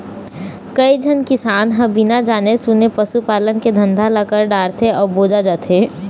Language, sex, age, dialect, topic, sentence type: Chhattisgarhi, female, 18-24, Eastern, agriculture, statement